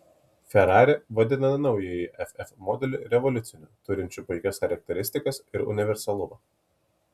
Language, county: Lithuanian, Kaunas